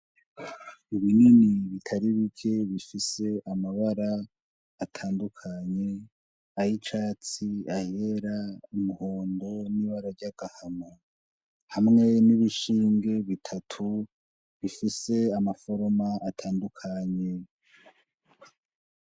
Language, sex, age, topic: Rundi, male, 18-24, agriculture